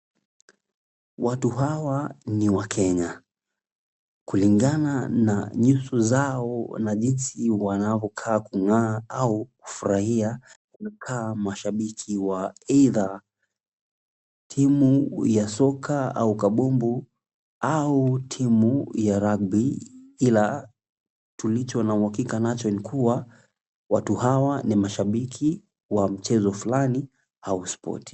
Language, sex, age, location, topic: Swahili, male, 25-35, Kisumu, government